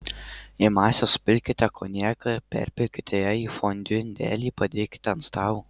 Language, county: Lithuanian, Marijampolė